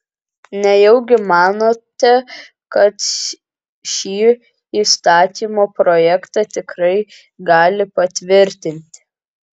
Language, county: Lithuanian, Kaunas